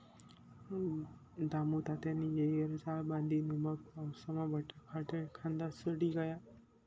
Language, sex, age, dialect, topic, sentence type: Marathi, male, 25-30, Northern Konkan, agriculture, statement